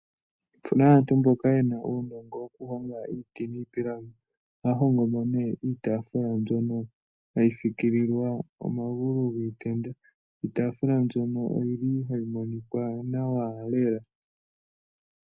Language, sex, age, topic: Oshiwambo, male, 18-24, finance